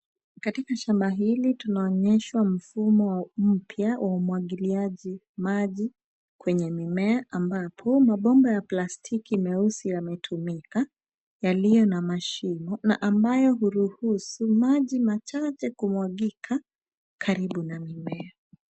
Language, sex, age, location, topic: Swahili, female, 25-35, Nairobi, agriculture